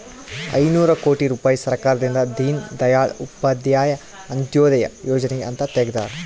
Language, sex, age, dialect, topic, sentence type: Kannada, male, 31-35, Central, banking, statement